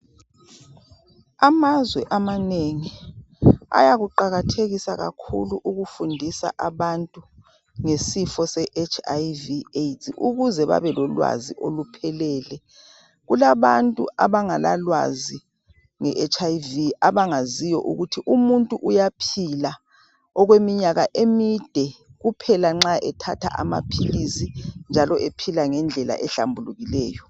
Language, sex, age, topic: North Ndebele, male, 36-49, health